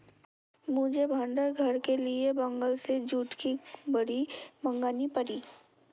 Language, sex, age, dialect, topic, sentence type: Hindi, female, 25-30, Hindustani Malvi Khadi Boli, agriculture, statement